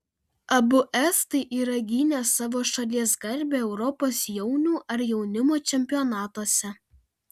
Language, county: Lithuanian, Panevėžys